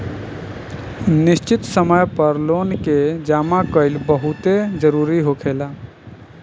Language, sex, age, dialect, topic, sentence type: Bhojpuri, male, 31-35, Southern / Standard, banking, statement